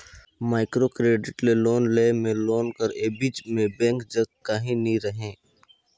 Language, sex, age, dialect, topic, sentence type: Chhattisgarhi, male, 18-24, Northern/Bhandar, banking, statement